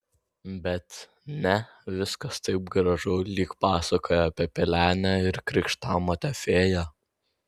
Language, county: Lithuanian, Vilnius